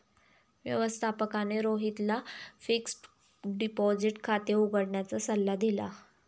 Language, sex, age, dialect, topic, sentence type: Marathi, female, 31-35, Standard Marathi, banking, statement